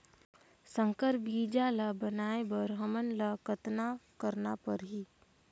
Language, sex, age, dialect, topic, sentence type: Chhattisgarhi, female, 18-24, Northern/Bhandar, agriculture, question